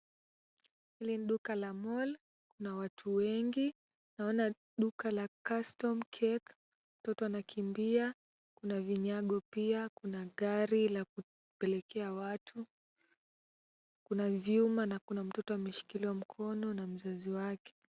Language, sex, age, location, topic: Swahili, female, 18-24, Mombasa, government